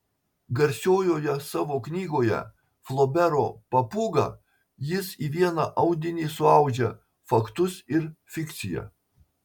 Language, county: Lithuanian, Marijampolė